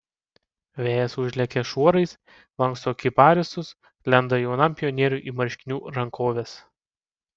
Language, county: Lithuanian, Panevėžys